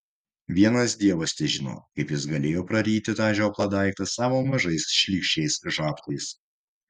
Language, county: Lithuanian, Vilnius